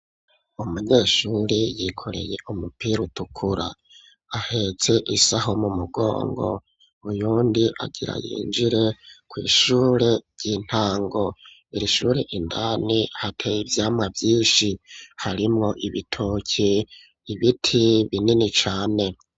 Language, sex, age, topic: Rundi, male, 25-35, education